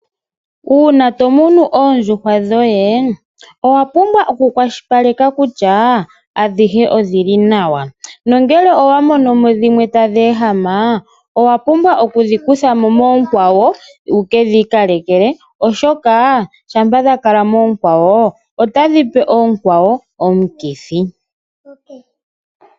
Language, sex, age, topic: Oshiwambo, male, 25-35, agriculture